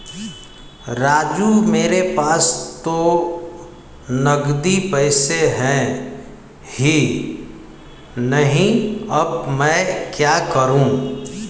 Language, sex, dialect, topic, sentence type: Hindi, male, Hindustani Malvi Khadi Boli, banking, statement